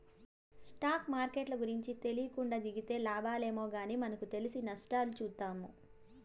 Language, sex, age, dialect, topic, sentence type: Telugu, female, 18-24, Southern, banking, statement